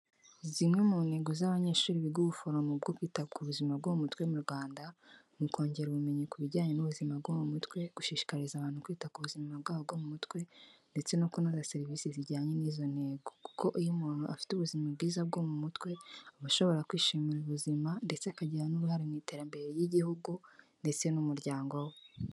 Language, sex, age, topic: Kinyarwanda, female, 18-24, health